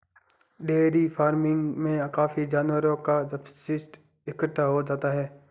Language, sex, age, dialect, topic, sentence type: Hindi, male, 18-24, Marwari Dhudhari, agriculture, statement